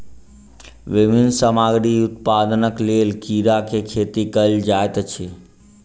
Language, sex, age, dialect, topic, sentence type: Maithili, male, 25-30, Southern/Standard, agriculture, statement